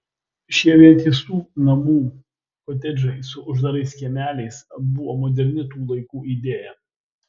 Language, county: Lithuanian, Vilnius